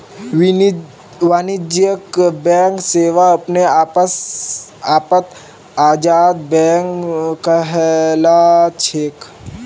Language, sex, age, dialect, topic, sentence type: Magahi, male, 41-45, Northeastern/Surjapuri, banking, statement